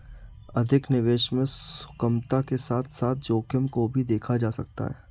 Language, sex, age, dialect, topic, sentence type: Hindi, male, 25-30, Marwari Dhudhari, banking, statement